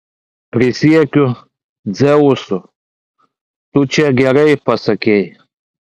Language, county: Lithuanian, Klaipėda